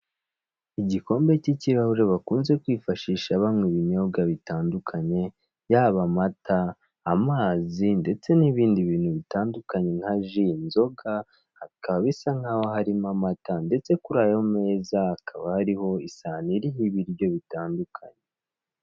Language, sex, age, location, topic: Kinyarwanda, male, 18-24, Kigali, finance